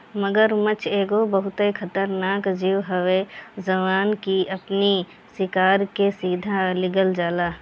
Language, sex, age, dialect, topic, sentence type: Bhojpuri, female, 25-30, Northern, agriculture, statement